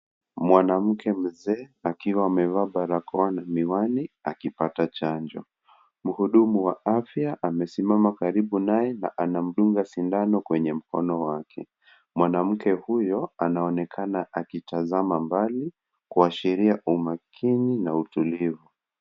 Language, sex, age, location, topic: Swahili, male, 25-35, Kisii, health